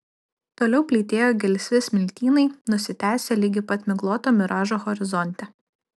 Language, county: Lithuanian, Alytus